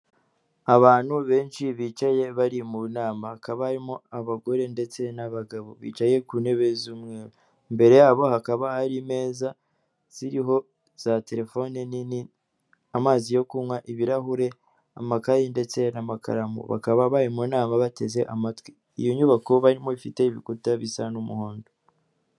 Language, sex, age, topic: Kinyarwanda, female, 18-24, government